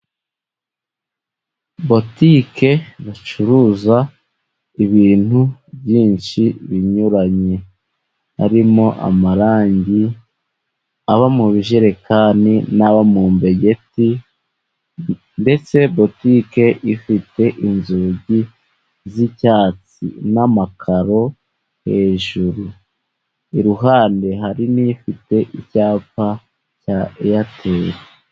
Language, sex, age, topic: Kinyarwanda, male, 18-24, finance